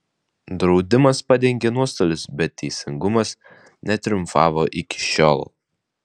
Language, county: Lithuanian, Alytus